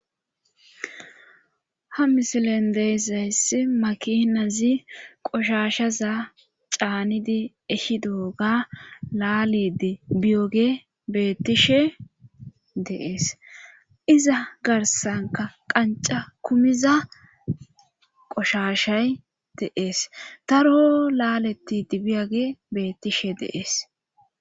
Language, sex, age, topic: Gamo, female, 25-35, government